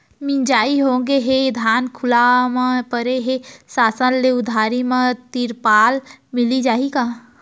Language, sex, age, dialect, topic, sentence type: Chhattisgarhi, female, 31-35, Central, agriculture, question